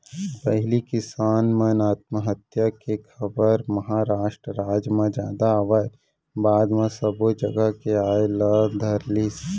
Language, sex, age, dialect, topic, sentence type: Chhattisgarhi, male, 18-24, Central, agriculture, statement